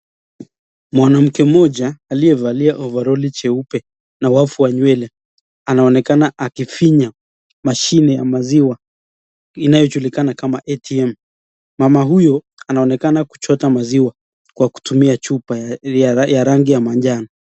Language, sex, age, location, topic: Swahili, male, 25-35, Nakuru, finance